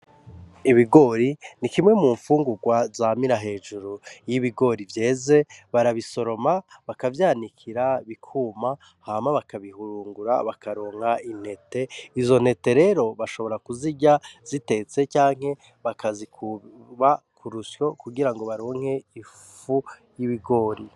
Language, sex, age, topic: Rundi, male, 36-49, agriculture